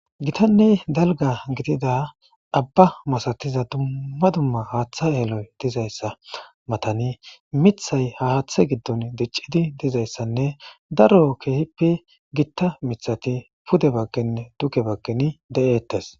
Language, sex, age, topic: Gamo, male, 25-35, government